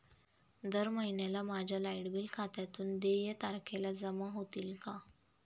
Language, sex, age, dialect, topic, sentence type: Marathi, female, 31-35, Standard Marathi, banking, question